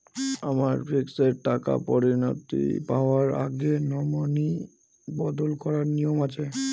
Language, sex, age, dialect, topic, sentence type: Bengali, female, 36-40, Northern/Varendri, banking, question